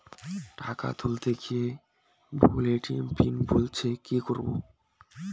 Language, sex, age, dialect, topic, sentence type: Bengali, male, 18-24, Rajbangshi, banking, question